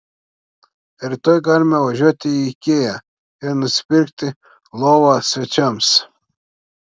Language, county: Lithuanian, Klaipėda